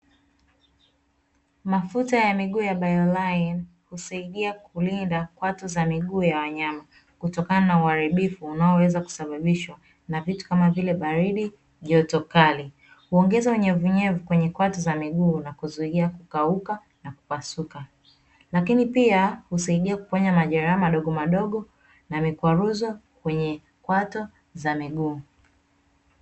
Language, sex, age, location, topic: Swahili, female, 25-35, Dar es Salaam, agriculture